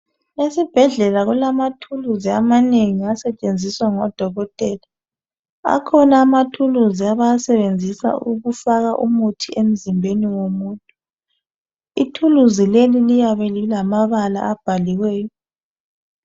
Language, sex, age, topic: North Ndebele, female, 36-49, health